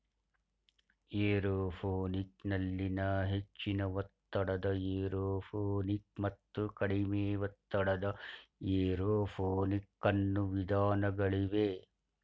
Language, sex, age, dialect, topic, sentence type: Kannada, male, 51-55, Mysore Kannada, agriculture, statement